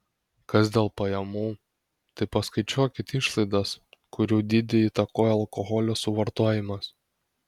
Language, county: Lithuanian, Kaunas